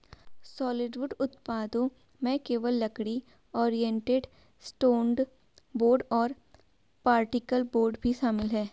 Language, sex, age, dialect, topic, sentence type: Hindi, female, 18-24, Garhwali, agriculture, statement